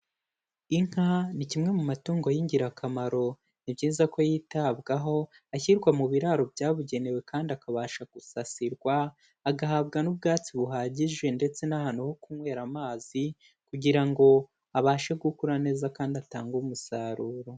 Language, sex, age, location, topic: Kinyarwanda, male, 18-24, Kigali, agriculture